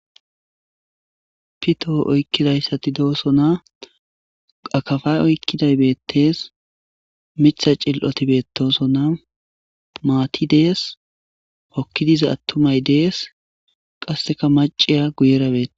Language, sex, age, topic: Gamo, male, 25-35, government